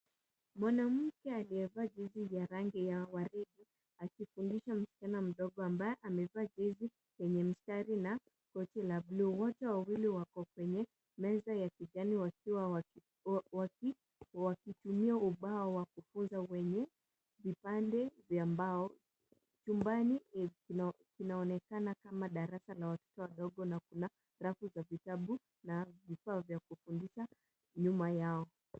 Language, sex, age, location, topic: Swahili, female, 18-24, Nairobi, education